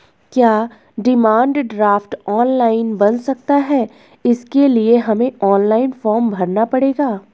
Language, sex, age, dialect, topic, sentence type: Hindi, female, 25-30, Garhwali, banking, question